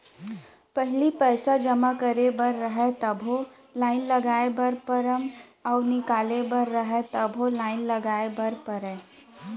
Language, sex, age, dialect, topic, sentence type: Chhattisgarhi, female, 25-30, Central, banking, statement